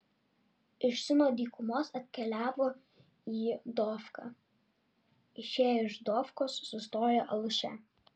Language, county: Lithuanian, Vilnius